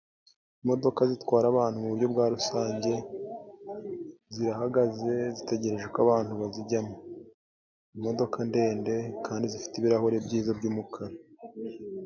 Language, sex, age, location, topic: Kinyarwanda, male, 25-35, Musanze, government